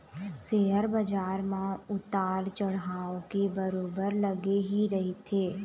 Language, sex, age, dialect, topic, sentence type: Chhattisgarhi, female, 18-24, Eastern, banking, statement